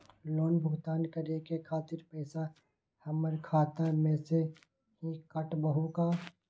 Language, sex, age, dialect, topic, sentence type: Magahi, male, 25-30, Western, banking, question